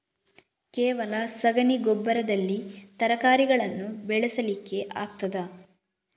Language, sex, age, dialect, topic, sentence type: Kannada, female, 36-40, Coastal/Dakshin, agriculture, question